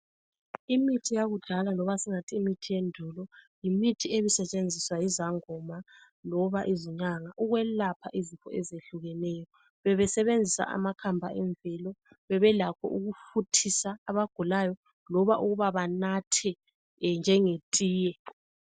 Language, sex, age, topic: North Ndebele, female, 36-49, health